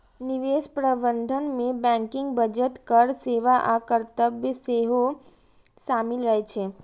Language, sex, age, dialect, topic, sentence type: Maithili, female, 18-24, Eastern / Thethi, banking, statement